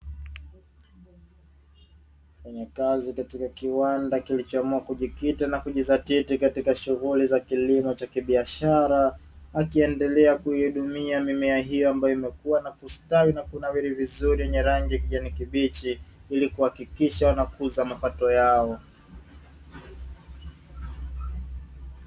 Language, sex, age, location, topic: Swahili, male, 25-35, Dar es Salaam, agriculture